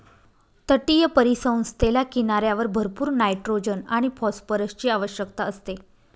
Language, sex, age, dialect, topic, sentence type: Marathi, female, 25-30, Northern Konkan, agriculture, statement